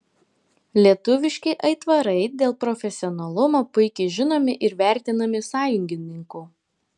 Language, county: Lithuanian, Panevėžys